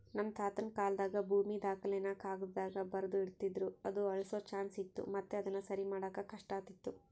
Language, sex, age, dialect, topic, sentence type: Kannada, female, 18-24, Central, agriculture, statement